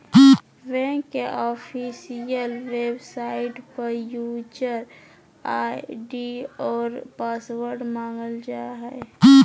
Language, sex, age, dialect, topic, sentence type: Magahi, female, 31-35, Southern, banking, statement